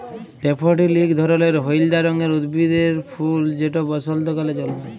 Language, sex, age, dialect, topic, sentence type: Bengali, male, 25-30, Jharkhandi, agriculture, statement